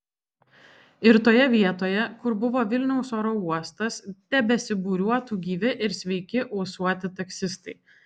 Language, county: Lithuanian, Alytus